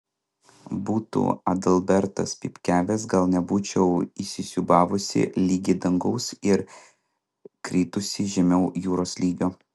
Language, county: Lithuanian, Vilnius